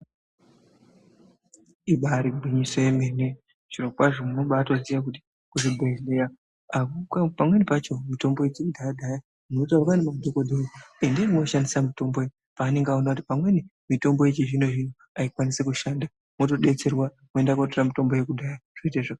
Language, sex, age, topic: Ndau, male, 50+, health